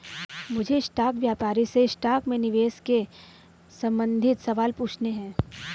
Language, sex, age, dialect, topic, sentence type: Hindi, female, 31-35, Marwari Dhudhari, banking, statement